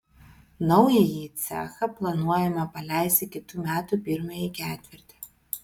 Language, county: Lithuanian, Vilnius